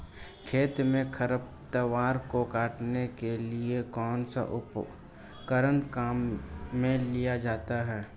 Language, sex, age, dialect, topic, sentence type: Hindi, male, 18-24, Marwari Dhudhari, agriculture, question